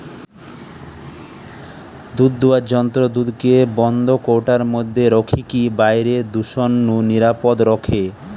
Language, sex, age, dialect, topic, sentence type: Bengali, male, 31-35, Western, agriculture, statement